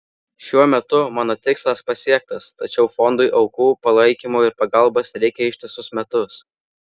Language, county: Lithuanian, Vilnius